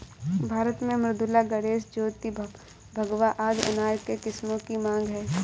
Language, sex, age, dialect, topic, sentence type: Hindi, female, 18-24, Awadhi Bundeli, agriculture, statement